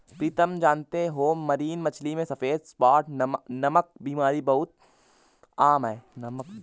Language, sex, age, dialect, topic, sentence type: Hindi, male, 18-24, Awadhi Bundeli, agriculture, statement